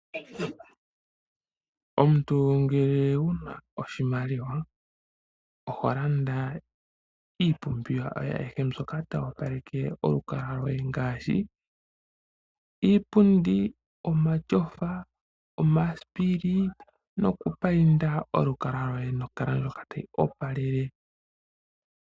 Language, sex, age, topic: Oshiwambo, male, 25-35, finance